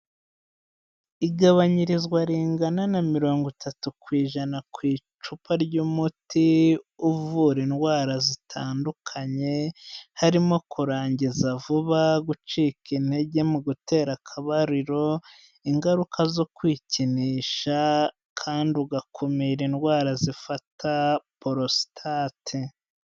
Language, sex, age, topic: Kinyarwanda, male, 25-35, health